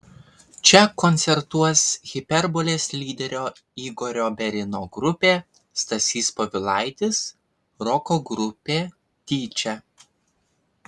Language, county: Lithuanian, Vilnius